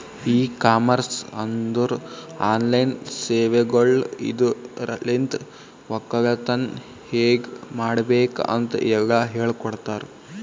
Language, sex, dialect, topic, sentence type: Kannada, male, Northeastern, agriculture, statement